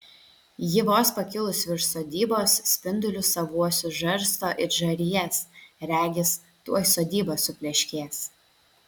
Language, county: Lithuanian, Vilnius